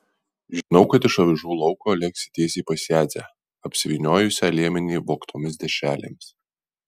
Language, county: Lithuanian, Alytus